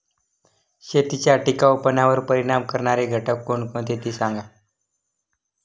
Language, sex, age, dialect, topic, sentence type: Marathi, male, 18-24, Standard Marathi, agriculture, statement